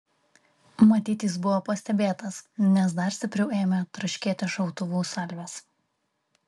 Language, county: Lithuanian, Vilnius